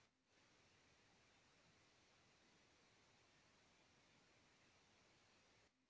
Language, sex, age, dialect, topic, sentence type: Bhojpuri, male, 18-24, Western, agriculture, statement